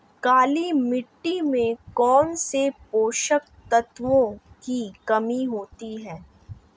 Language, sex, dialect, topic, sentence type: Hindi, female, Marwari Dhudhari, agriculture, question